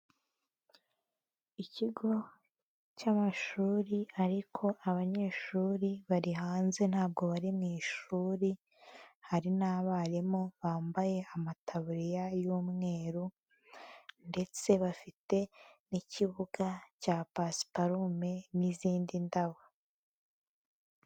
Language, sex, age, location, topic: Kinyarwanda, female, 18-24, Huye, education